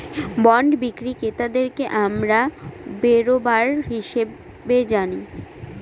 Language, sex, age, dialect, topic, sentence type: Bengali, female, 18-24, Northern/Varendri, banking, statement